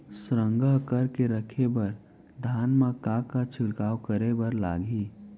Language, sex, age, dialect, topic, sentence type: Chhattisgarhi, male, 18-24, Central, agriculture, question